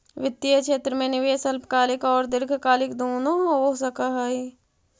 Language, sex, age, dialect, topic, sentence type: Magahi, female, 51-55, Central/Standard, banking, statement